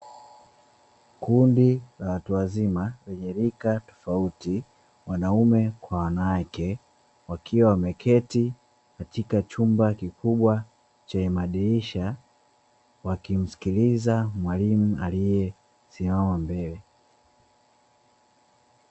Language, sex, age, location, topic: Swahili, male, 25-35, Dar es Salaam, education